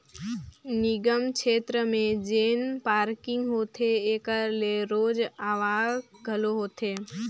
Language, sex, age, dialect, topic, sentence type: Chhattisgarhi, female, 18-24, Northern/Bhandar, banking, statement